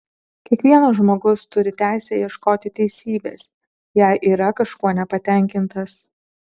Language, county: Lithuanian, Kaunas